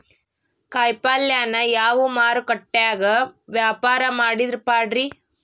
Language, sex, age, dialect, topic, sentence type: Kannada, female, 18-24, Dharwad Kannada, agriculture, question